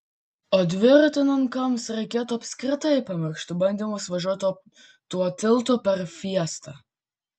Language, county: Lithuanian, Vilnius